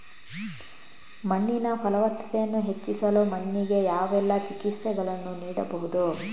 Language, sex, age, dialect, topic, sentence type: Kannada, female, 18-24, Coastal/Dakshin, agriculture, question